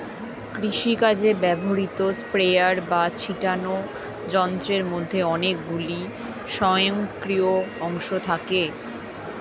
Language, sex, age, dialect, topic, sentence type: Bengali, female, 25-30, Standard Colloquial, agriculture, statement